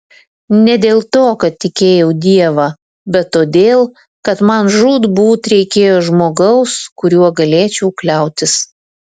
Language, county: Lithuanian, Vilnius